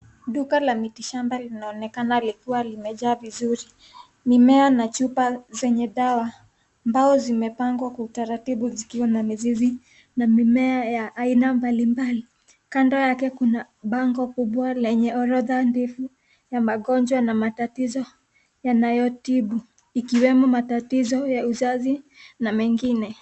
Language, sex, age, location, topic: Swahili, female, 18-24, Kisii, health